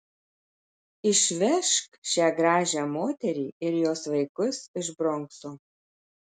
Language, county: Lithuanian, Marijampolė